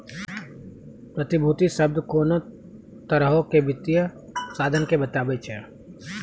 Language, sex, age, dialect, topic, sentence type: Maithili, male, 25-30, Angika, banking, statement